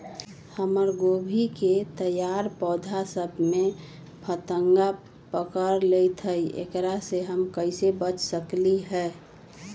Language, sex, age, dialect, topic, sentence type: Magahi, female, 36-40, Western, agriculture, question